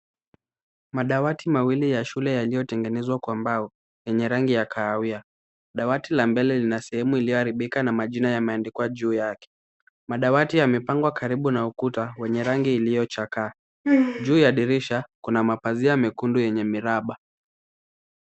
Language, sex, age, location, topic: Swahili, male, 25-35, Kisumu, education